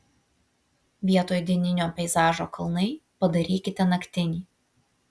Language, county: Lithuanian, Vilnius